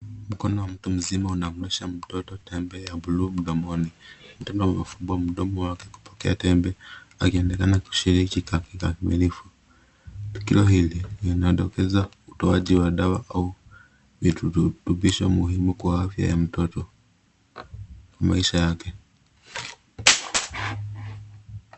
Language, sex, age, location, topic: Swahili, male, 25-35, Nairobi, health